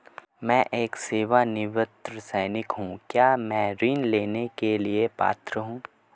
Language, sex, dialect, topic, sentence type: Hindi, male, Marwari Dhudhari, banking, question